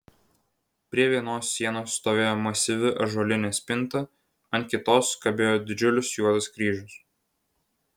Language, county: Lithuanian, Vilnius